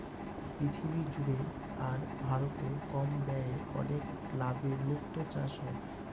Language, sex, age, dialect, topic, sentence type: Bengali, male, 18-24, Northern/Varendri, agriculture, statement